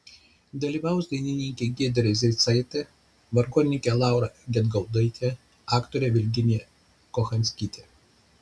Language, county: Lithuanian, Šiauliai